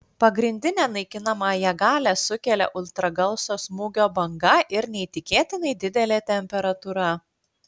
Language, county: Lithuanian, Klaipėda